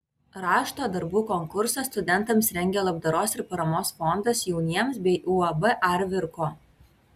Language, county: Lithuanian, Kaunas